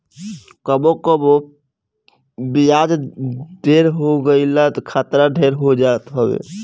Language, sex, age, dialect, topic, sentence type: Bhojpuri, male, 18-24, Northern, banking, statement